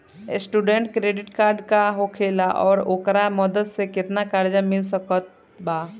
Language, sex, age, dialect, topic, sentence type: Bhojpuri, male, <18, Southern / Standard, banking, question